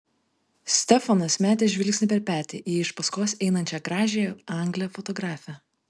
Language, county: Lithuanian, Vilnius